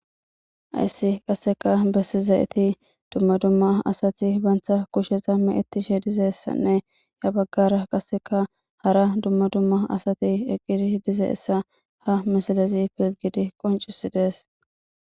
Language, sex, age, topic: Gamo, female, 18-24, government